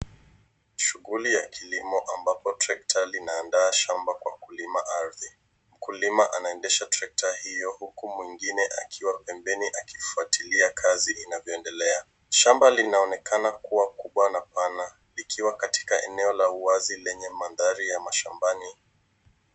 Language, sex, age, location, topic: Swahili, female, 25-35, Nairobi, agriculture